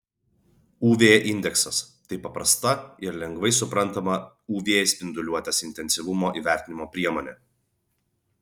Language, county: Lithuanian, Vilnius